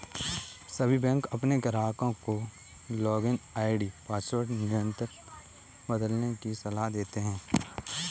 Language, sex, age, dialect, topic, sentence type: Hindi, male, 18-24, Kanauji Braj Bhasha, banking, statement